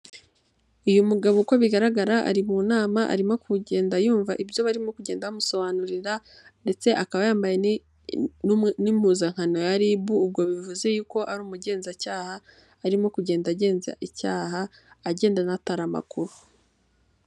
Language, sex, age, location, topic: Kinyarwanda, female, 18-24, Nyagatare, government